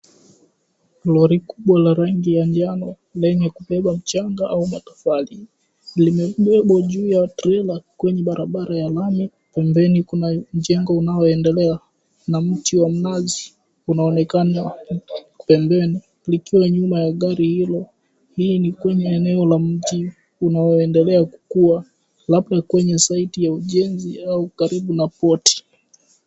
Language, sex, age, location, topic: Swahili, male, 18-24, Mombasa, government